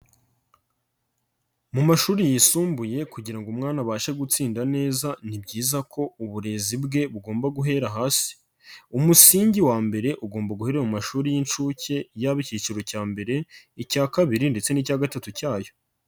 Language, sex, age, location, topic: Kinyarwanda, male, 25-35, Nyagatare, education